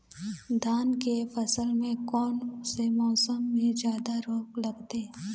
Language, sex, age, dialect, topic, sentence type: Chhattisgarhi, female, 18-24, Eastern, agriculture, question